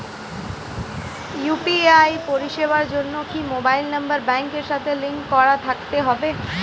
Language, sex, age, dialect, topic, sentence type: Bengali, female, 18-24, Standard Colloquial, banking, question